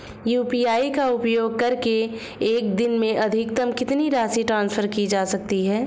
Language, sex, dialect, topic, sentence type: Hindi, female, Marwari Dhudhari, banking, question